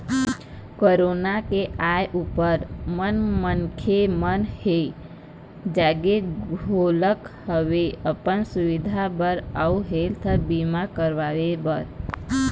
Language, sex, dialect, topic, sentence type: Chhattisgarhi, female, Eastern, banking, statement